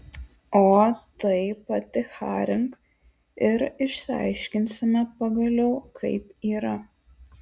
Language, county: Lithuanian, Alytus